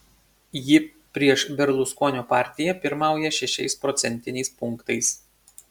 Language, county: Lithuanian, Šiauliai